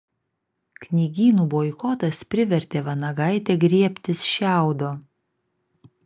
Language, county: Lithuanian, Vilnius